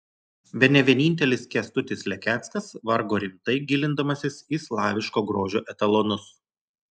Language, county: Lithuanian, Telšiai